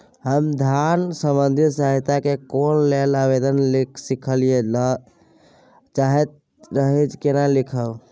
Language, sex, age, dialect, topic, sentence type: Maithili, male, 31-35, Bajjika, agriculture, question